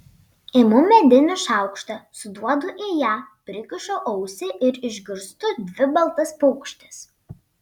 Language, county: Lithuanian, Panevėžys